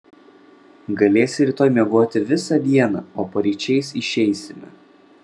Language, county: Lithuanian, Vilnius